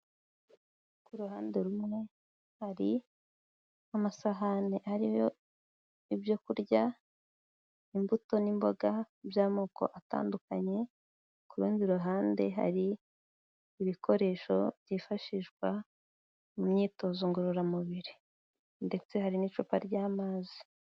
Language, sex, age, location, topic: Kinyarwanda, female, 18-24, Kigali, health